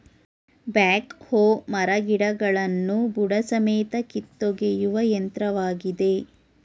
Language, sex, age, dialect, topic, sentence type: Kannada, female, 25-30, Mysore Kannada, agriculture, statement